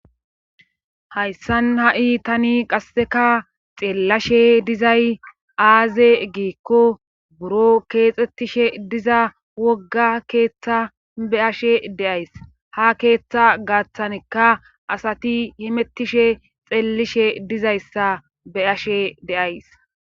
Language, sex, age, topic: Gamo, female, 25-35, government